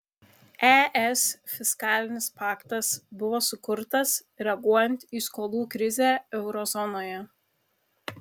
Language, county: Lithuanian, Kaunas